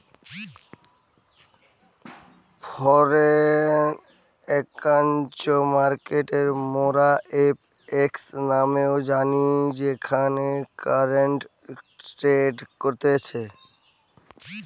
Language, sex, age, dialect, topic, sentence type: Bengali, male, 60-100, Western, banking, statement